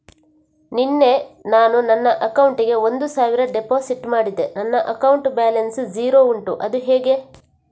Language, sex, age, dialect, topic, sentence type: Kannada, female, 46-50, Coastal/Dakshin, banking, question